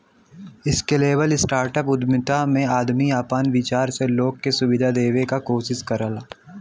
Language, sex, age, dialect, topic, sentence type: Bhojpuri, male, 18-24, Western, banking, statement